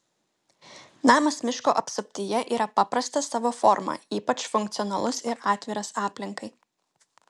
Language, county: Lithuanian, Utena